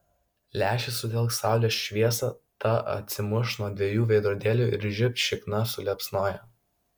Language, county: Lithuanian, Kaunas